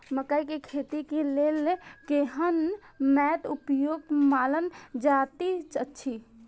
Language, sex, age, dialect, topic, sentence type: Maithili, female, 18-24, Eastern / Thethi, agriculture, question